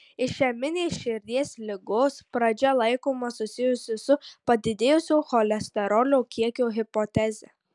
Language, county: Lithuanian, Marijampolė